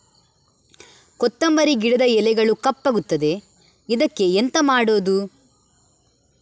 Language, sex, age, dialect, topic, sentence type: Kannada, female, 25-30, Coastal/Dakshin, agriculture, question